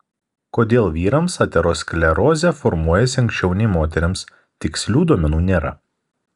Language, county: Lithuanian, Kaunas